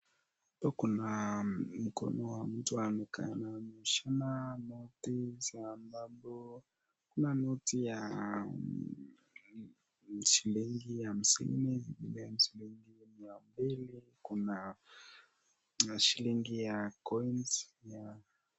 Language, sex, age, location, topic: Swahili, male, 18-24, Nakuru, finance